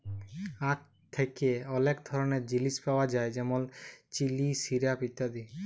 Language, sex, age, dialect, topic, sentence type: Bengali, male, 31-35, Jharkhandi, agriculture, statement